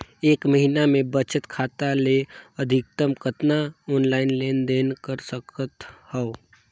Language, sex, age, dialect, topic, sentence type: Chhattisgarhi, male, 18-24, Northern/Bhandar, banking, question